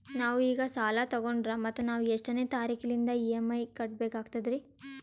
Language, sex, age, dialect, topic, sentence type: Kannada, female, 18-24, Northeastern, banking, question